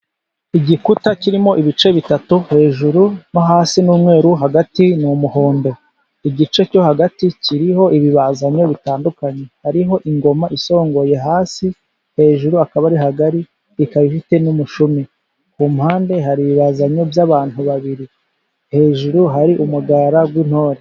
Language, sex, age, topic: Kinyarwanda, male, 25-35, government